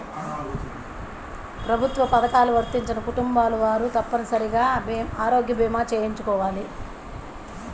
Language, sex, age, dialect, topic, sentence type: Telugu, male, 51-55, Central/Coastal, banking, statement